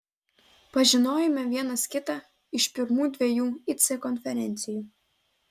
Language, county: Lithuanian, Telšiai